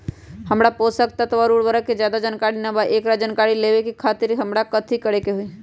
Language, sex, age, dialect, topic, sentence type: Magahi, male, 31-35, Western, agriculture, question